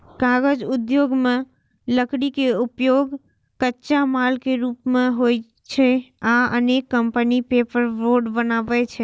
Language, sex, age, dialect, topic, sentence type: Maithili, female, 41-45, Eastern / Thethi, agriculture, statement